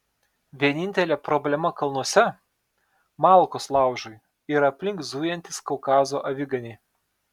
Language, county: Lithuanian, Telšiai